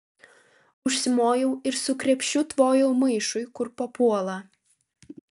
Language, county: Lithuanian, Vilnius